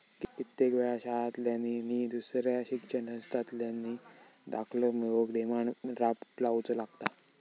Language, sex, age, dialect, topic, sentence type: Marathi, male, 18-24, Southern Konkan, banking, statement